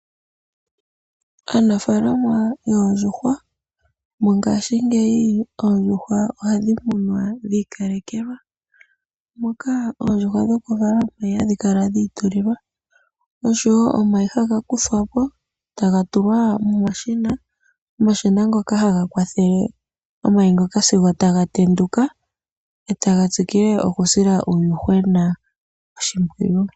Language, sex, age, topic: Oshiwambo, female, 18-24, agriculture